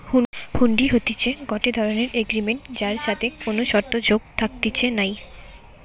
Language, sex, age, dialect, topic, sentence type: Bengali, female, 18-24, Western, banking, statement